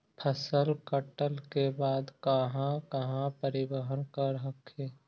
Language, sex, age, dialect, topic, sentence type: Magahi, male, 18-24, Central/Standard, agriculture, question